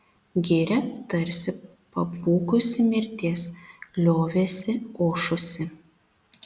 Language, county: Lithuanian, Panevėžys